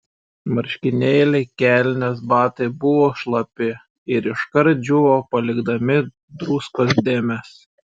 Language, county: Lithuanian, Šiauliai